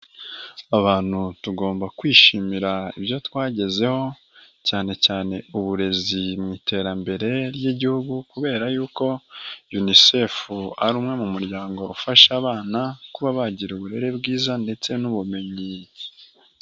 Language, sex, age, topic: Kinyarwanda, male, 18-24, health